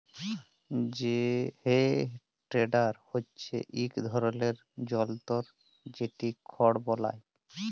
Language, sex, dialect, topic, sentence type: Bengali, male, Jharkhandi, agriculture, statement